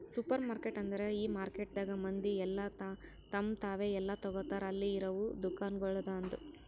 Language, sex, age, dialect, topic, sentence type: Kannada, female, 56-60, Northeastern, agriculture, statement